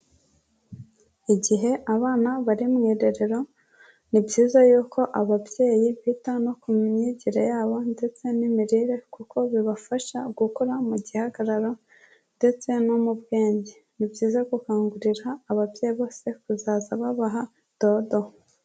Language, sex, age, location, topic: Kinyarwanda, female, 18-24, Kigali, education